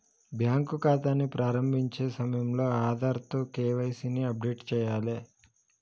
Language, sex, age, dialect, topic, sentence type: Telugu, male, 31-35, Telangana, banking, statement